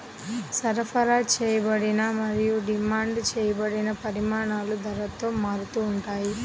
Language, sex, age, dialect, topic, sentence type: Telugu, female, 18-24, Central/Coastal, banking, statement